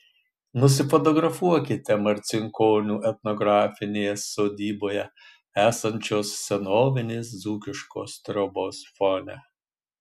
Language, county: Lithuanian, Marijampolė